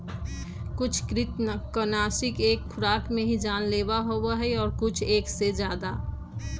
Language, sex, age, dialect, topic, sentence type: Magahi, female, 31-35, Western, agriculture, statement